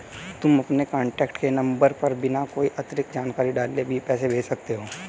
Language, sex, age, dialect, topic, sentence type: Hindi, male, 18-24, Hindustani Malvi Khadi Boli, banking, statement